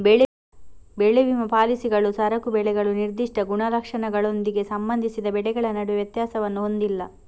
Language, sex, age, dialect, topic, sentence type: Kannada, female, 18-24, Coastal/Dakshin, banking, statement